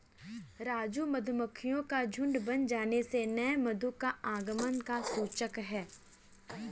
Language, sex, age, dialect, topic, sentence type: Hindi, female, 18-24, Kanauji Braj Bhasha, agriculture, statement